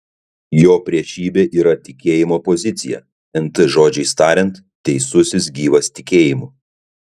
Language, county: Lithuanian, Kaunas